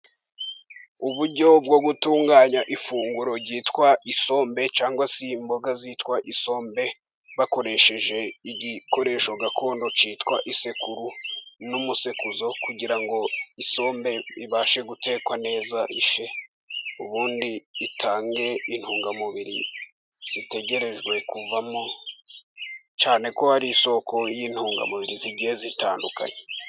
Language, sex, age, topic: Kinyarwanda, male, 18-24, government